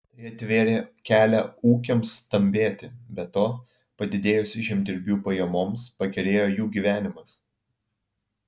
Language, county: Lithuanian, Alytus